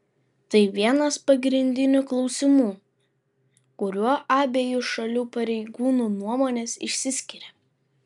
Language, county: Lithuanian, Vilnius